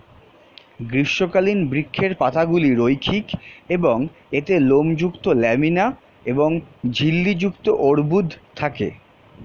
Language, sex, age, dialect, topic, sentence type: Bengali, male, 31-35, Standard Colloquial, agriculture, statement